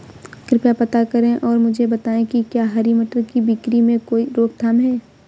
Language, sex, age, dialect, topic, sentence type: Hindi, female, 25-30, Awadhi Bundeli, agriculture, question